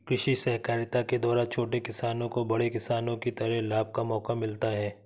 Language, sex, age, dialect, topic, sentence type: Hindi, male, 36-40, Awadhi Bundeli, agriculture, statement